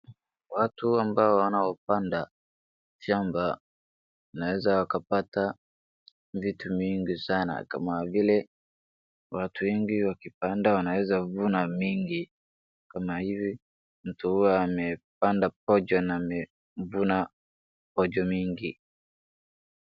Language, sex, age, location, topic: Swahili, male, 18-24, Wajir, agriculture